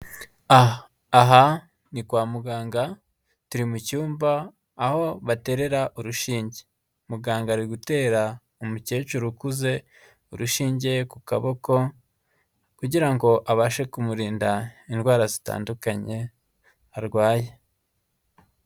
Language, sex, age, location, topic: Kinyarwanda, male, 25-35, Nyagatare, health